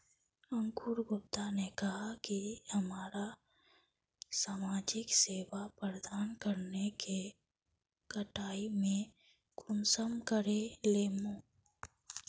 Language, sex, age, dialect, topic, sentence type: Magahi, female, 25-30, Northeastern/Surjapuri, agriculture, question